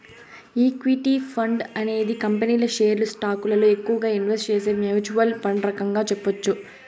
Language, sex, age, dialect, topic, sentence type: Telugu, female, 18-24, Southern, banking, statement